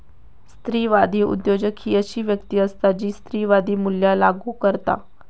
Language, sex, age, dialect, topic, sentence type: Marathi, female, 18-24, Southern Konkan, banking, statement